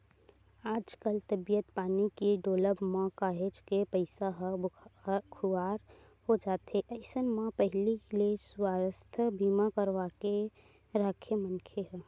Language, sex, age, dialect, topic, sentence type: Chhattisgarhi, female, 18-24, Western/Budati/Khatahi, banking, statement